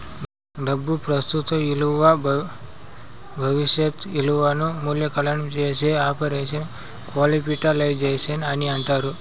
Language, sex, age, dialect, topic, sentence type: Telugu, male, 56-60, Southern, banking, statement